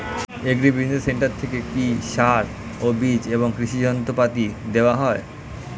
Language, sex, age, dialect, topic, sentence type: Bengali, male, <18, Standard Colloquial, agriculture, question